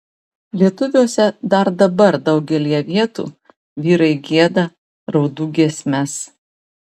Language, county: Lithuanian, Vilnius